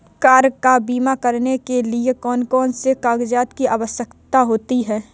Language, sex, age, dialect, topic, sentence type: Hindi, female, 31-35, Kanauji Braj Bhasha, banking, question